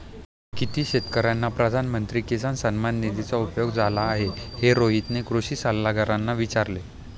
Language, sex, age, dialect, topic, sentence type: Marathi, male, 18-24, Standard Marathi, agriculture, statement